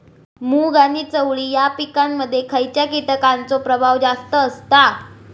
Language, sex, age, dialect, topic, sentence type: Marathi, female, 18-24, Southern Konkan, agriculture, question